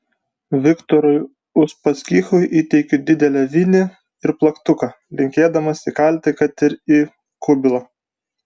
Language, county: Lithuanian, Vilnius